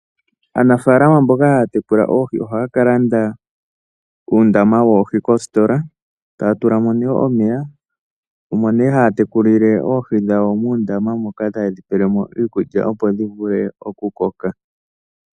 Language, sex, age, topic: Oshiwambo, male, 18-24, agriculture